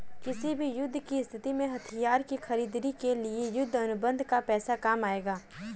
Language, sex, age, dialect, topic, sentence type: Hindi, female, 18-24, Kanauji Braj Bhasha, banking, statement